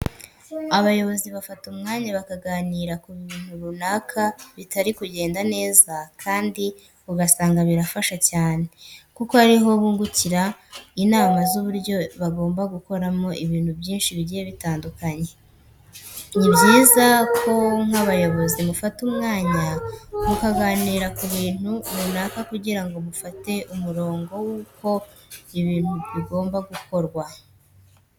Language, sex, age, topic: Kinyarwanda, male, 18-24, education